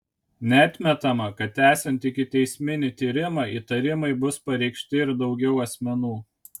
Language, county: Lithuanian, Kaunas